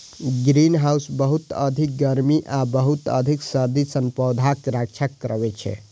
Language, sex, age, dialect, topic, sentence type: Maithili, male, 18-24, Eastern / Thethi, agriculture, statement